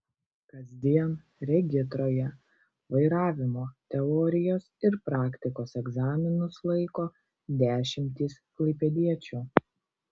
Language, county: Lithuanian, Kaunas